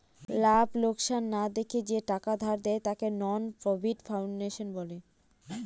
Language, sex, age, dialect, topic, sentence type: Bengali, female, 18-24, Northern/Varendri, banking, statement